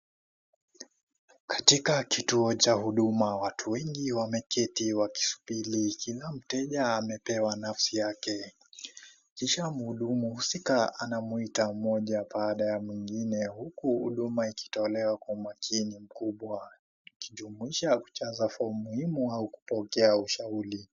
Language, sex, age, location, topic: Swahili, male, 18-24, Kisii, government